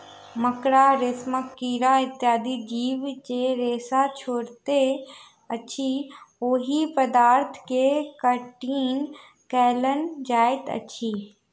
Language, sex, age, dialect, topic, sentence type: Maithili, female, 31-35, Southern/Standard, agriculture, statement